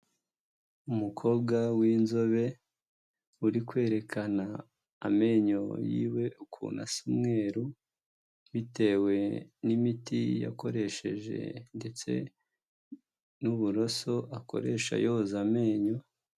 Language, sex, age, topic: Kinyarwanda, male, 25-35, health